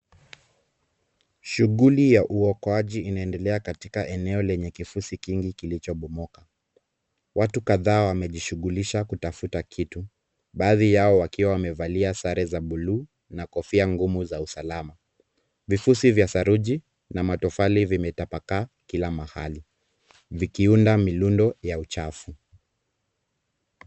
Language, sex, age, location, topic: Swahili, male, 25-35, Kisumu, health